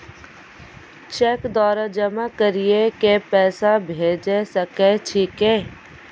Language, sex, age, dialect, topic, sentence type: Maithili, female, 51-55, Angika, banking, question